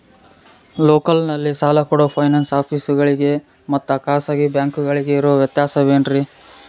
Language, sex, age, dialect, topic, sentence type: Kannada, male, 41-45, Central, banking, question